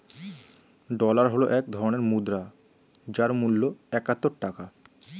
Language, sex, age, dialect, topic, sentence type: Bengali, male, 25-30, Standard Colloquial, banking, statement